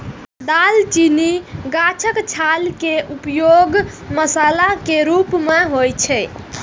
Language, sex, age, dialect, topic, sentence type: Maithili, female, 18-24, Eastern / Thethi, agriculture, statement